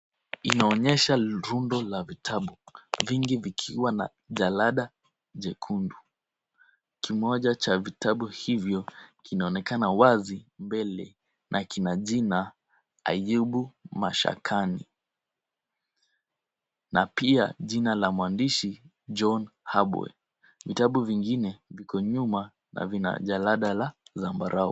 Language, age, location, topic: Swahili, 36-49, Kisumu, education